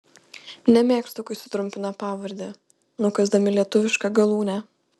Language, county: Lithuanian, Panevėžys